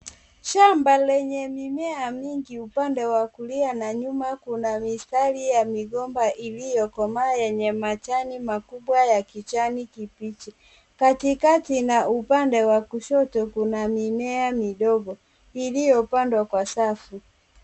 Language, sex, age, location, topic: Swahili, female, 36-49, Kisumu, agriculture